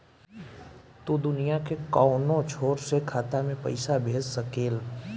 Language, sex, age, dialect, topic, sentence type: Bhojpuri, male, 18-24, Southern / Standard, banking, statement